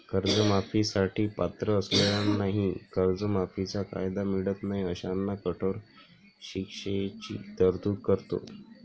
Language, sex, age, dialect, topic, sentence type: Marathi, male, 18-24, Varhadi, banking, statement